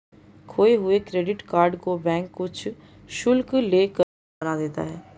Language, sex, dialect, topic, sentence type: Hindi, female, Marwari Dhudhari, banking, statement